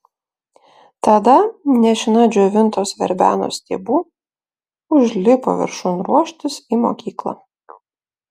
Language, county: Lithuanian, Klaipėda